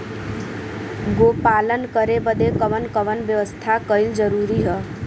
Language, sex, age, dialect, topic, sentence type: Bhojpuri, female, 18-24, Western, agriculture, question